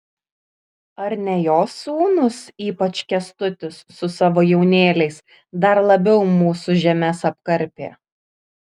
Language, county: Lithuanian, Kaunas